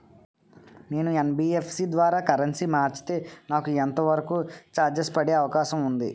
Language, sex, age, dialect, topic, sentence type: Telugu, male, 18-24, Utterandhra, banking, question